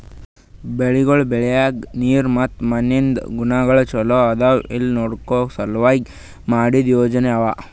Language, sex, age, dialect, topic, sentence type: Kannada, male, 18-24, Northeastern, agriculture, statement